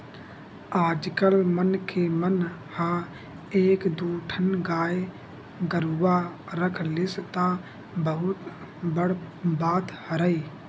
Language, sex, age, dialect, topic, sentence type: Chhattisgarhi, male, 56-60, Western/Budati/Khatahi, agriculture, statement